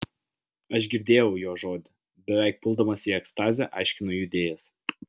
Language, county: Lithuanian, Vilnius